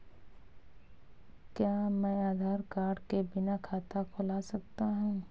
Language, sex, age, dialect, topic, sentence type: Hindi, female, 18-24, Marwari Dhudhari, banking, question